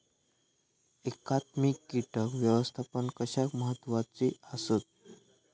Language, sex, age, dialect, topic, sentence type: Marathi, male, 25-30, Southern Konkan, agriculture, question